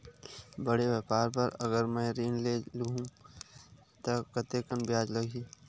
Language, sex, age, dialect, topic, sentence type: Chhattisgarhi, male, 25-30, Western/Budati/Khatahi, banking, question